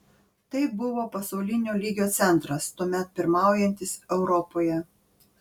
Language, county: Lithuanian, Panevėžys